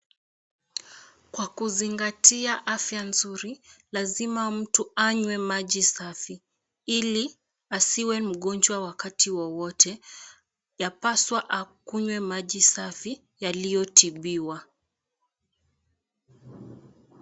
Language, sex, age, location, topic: Swahili, female, 25-35, Wajir, health